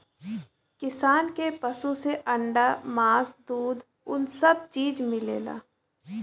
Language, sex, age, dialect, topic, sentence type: Bhojpuri, female, 18-24, Western, agriculture, statement